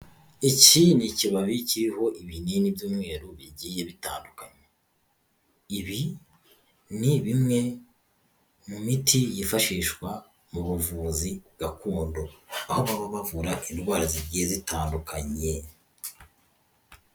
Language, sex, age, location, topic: Kinyarwanda, female, 18-24, Huye, health